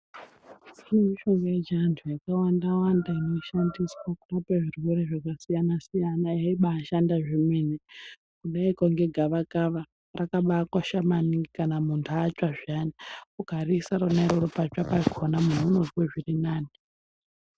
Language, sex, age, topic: Ndau, female, 18-24, health